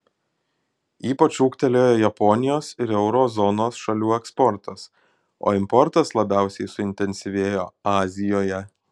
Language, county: Lithuanian, Kaunas